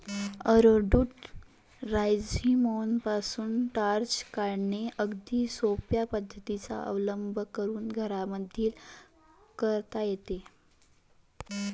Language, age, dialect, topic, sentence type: Marathi, 18-24, Varhadi, agriculture, statement